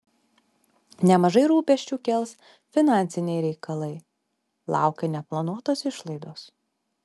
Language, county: Lithuanian, Alytus